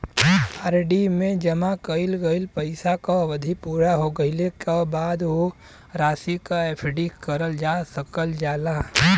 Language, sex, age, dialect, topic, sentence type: Bhojpuri, male, 18-24, Western, banking, statement